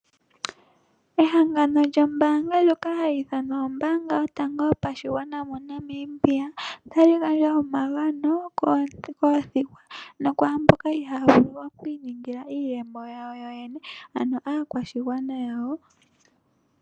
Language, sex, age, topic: Oshiwambo, female, 18-24, finance